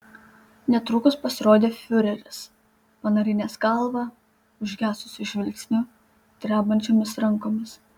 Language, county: Lithuanian, Panevėžys